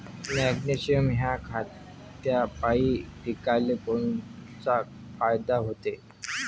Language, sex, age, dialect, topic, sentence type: Marathi, male, 31-35, Varhadi, agriculture, question